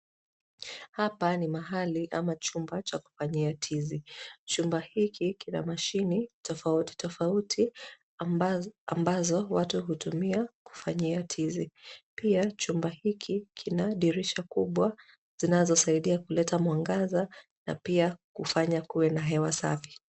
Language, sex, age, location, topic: Swahili, female, 25-35, Nairobi, education